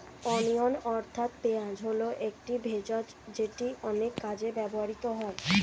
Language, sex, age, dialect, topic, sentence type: Bengali, female, 25-30, Standard Colloquial, agriculture, statement